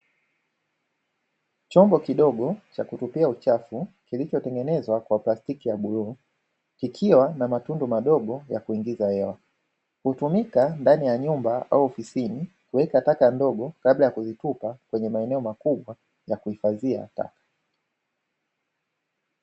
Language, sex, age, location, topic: Swahili, male, 25-35, Dar es Salaam, government